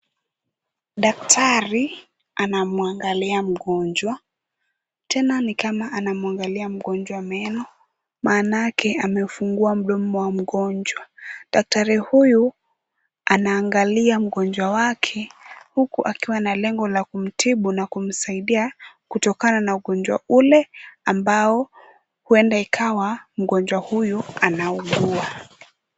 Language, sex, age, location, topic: Swahili, female, 18-24, Kisumu, health